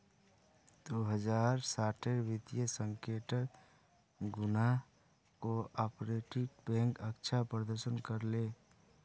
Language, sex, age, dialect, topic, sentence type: Magahi, male, 25-30, Northeastern/Surjapuri, banking, statement